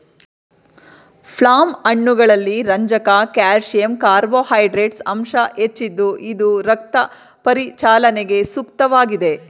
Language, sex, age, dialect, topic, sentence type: Kannada, female, 36-40, Mysore Kannada, agriculture, statement